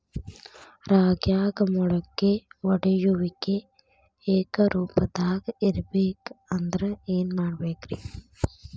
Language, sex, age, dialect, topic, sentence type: Kannada, female, 25-30, Dharwad Kannada, agriculture, question